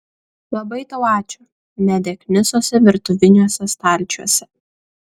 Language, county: Lithuanian, Kaunas